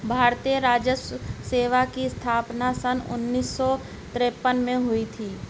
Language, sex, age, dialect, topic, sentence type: Hindi, male, 56-60, Hindustani Malvi Khadi Boli, banking, statement